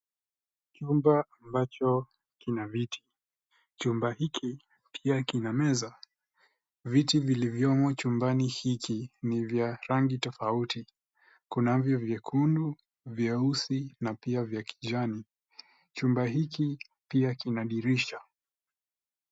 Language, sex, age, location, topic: Swahili, male, 18-24, Nairobi, education